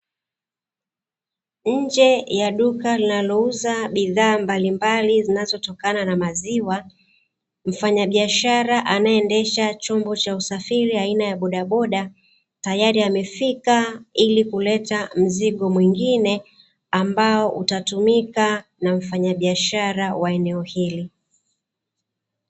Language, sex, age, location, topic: Swahili, female, 36-49, Dar es Salaam, finance